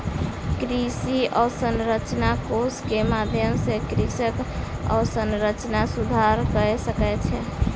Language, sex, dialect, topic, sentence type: Maithili, female, Southern/Standard, agriculture, statement